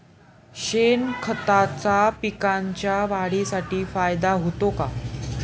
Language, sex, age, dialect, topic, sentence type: Marathi, male, 18-24, Standard Marathi, agriculture, question